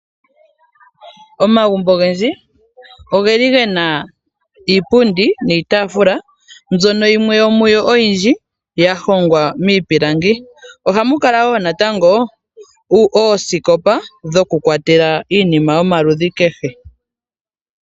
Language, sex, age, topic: Oshiwambo, female, 25-35, finance